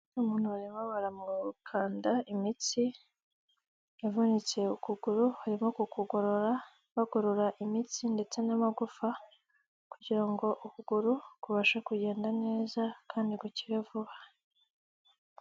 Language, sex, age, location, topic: Kinyarwanda, female, 18-24, Kigali, health